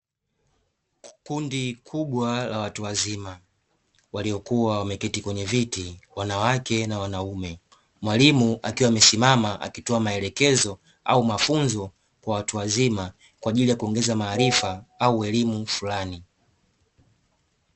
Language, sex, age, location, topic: Swahili, male, 18-24, Dar es Salaam, education